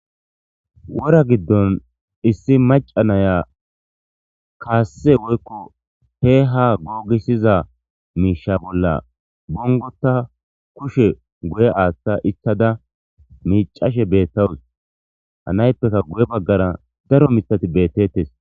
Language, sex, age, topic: Gamo, male, 25-35, government